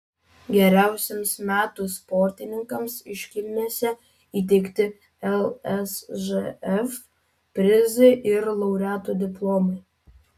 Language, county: Lithuanian, Vilnius